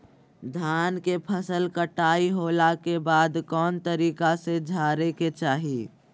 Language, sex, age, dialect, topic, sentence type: Magahi, female, 18-24, Southern, agriculture, question